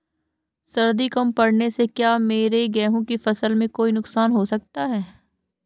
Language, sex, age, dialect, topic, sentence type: Hindi, female, 31-35, Marwari Dhudhari, agriculture, question